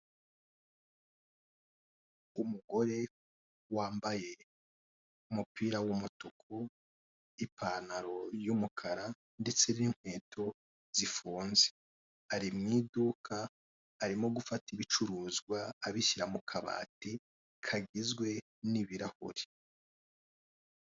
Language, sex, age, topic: Kinyarwanda, male, 18-24, finance